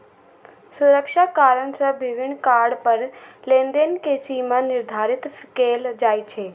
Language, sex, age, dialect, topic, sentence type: Maithili, female, 18-24, Eastern / Thethi, banking, statement